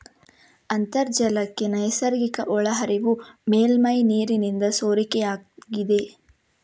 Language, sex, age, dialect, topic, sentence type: Kannada, female, 18-24, Coastal/Dakshin, agriculture, statement